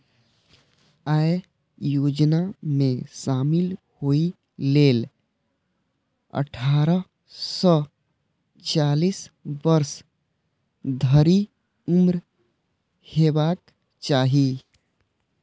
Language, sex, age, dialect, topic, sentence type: Maithili, male, 25-30, Eastern / Thethi, banking, statement